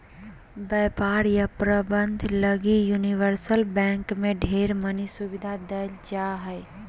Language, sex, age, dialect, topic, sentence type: Magahi, female, 31-35, Southern, banking, statement